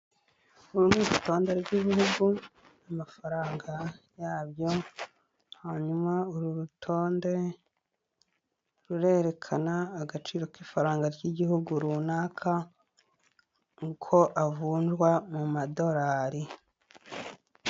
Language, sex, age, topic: Kinyarwanda, female, 25-35, finance